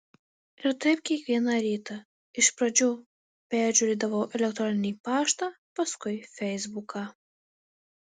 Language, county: Lithuanian, Marijampolė